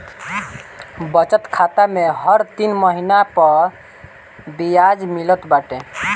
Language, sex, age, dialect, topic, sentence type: Bhojpuri, male, 18-24, Northern, banking, statement